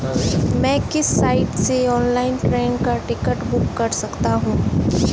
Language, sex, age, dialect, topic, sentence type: Hindi, female, 18-24, Marwari Dhudhari, banking, question